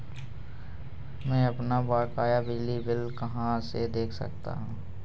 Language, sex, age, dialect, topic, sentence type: Hindi, male, 18-24, Awadhi Bundeli, banking, question